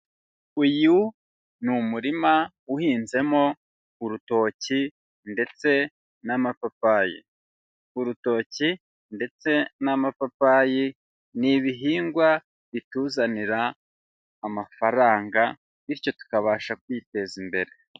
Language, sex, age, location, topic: Kinyarwanda, male, 25-35, Huye, agriculture